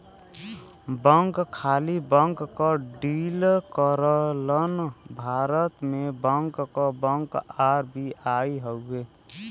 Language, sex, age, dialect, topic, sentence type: Bhojpuri, male, 18-24, Western, banking, statement